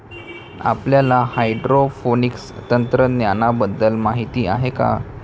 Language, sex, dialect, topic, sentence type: Marathi, male, Standard Marathi, agriculture, statement